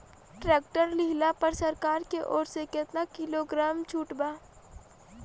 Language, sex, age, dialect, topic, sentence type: Bhojpuri, female, 18-24, Northern, agriculture, question